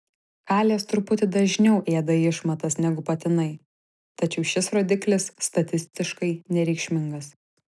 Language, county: Lithuanian, Vilnius